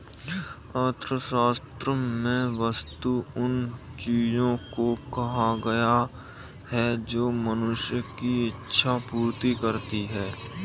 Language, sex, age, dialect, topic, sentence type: Hindi, male, 18-24, Kanauji Braj Bhasha, banking, statement